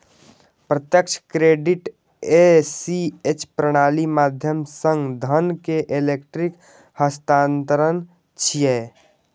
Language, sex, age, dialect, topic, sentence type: Maithili, male, 18-24, Eastern / Thethi, banking, statement